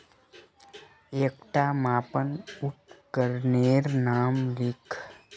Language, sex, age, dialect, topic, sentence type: Magahi, male, 31-35, Northeastern/Surjapuri, agriculture, question